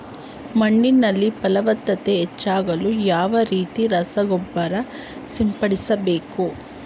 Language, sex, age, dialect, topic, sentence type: Kannada, female, 31-35, Mysore Kannada, agriculture, question